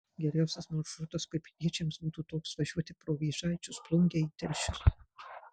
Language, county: Lithuanian, Marijampolė